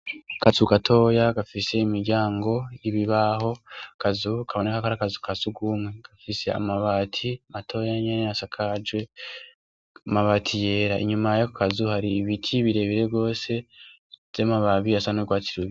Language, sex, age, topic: Rundi, male, 18-24, education